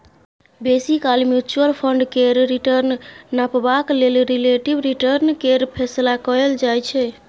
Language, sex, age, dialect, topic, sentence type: Maithili, female, 31-35, Bajjika, banking, statement